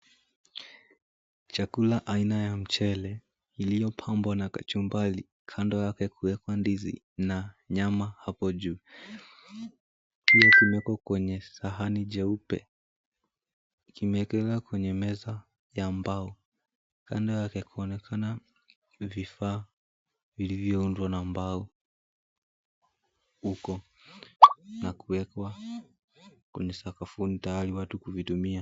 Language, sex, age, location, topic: Swahili, male, 18-24, Mombasa, agriculture